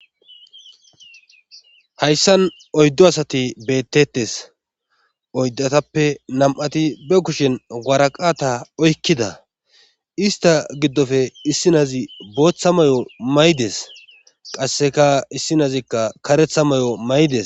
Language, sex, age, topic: Gamo, male, 25-35, government